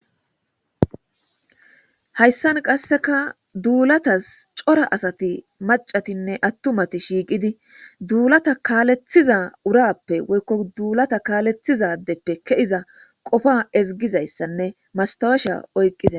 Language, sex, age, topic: Gamo, female, 25-35, government